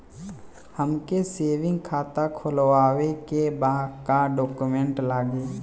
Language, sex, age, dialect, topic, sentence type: Bhojpuri, male, 18-24, Western, banking, question